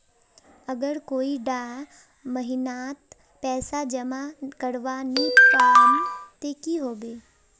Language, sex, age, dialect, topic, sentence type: Magahi, male, 18-24, Northeastern/Surjapuri, banking, question